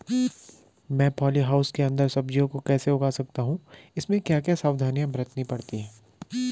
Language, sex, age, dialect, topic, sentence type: Hindi, male, 25-30, Garhwali, agriculture, question